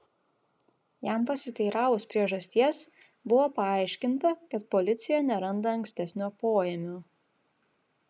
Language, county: Lithuanian, Vilnius